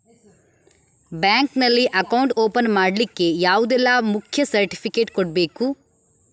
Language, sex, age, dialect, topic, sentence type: Kannada, female, 25-30, Coastal/Dakshin, banking, question